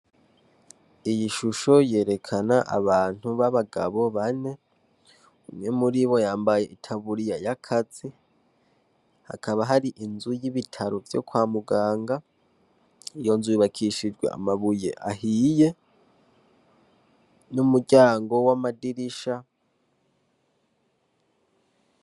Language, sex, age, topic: Rundi, male, 18-24, education